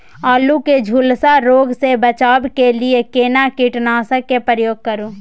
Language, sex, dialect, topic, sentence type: Maithili, female, Bajjika, agriculture, question